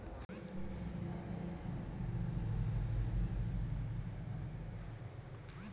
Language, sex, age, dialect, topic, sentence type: Bengali, female, 31-35, Jharkhandi, banking, question